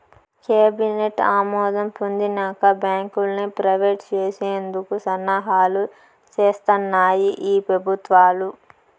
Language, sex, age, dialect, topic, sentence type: Telugu, female, 25-30, Southern, banking, statement